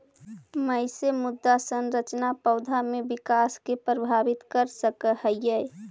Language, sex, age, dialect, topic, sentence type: Magahi, female, 18-24, Central/Standard, agriculture, statement